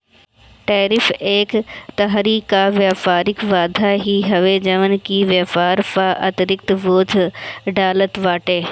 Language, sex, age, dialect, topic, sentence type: Bhojpuri, female, 25-30, Northern, banking, statement